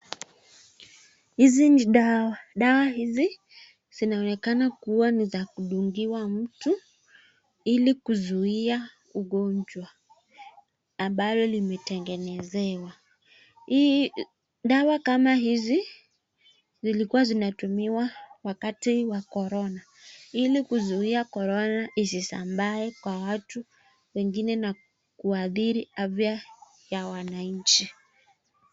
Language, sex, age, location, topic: Swahili, female, 25-35, Nakuru, health